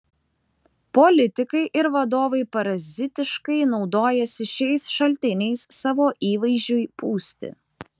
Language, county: Lithuanian, Klaipėda